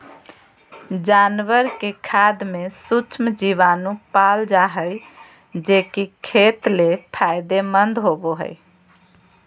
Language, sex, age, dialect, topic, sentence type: Magahi, female, 31-35, Southern, agriculture, statement